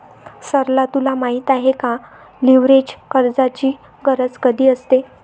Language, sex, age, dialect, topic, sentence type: Marathi, female, 25-30, Varhadi, banking, statement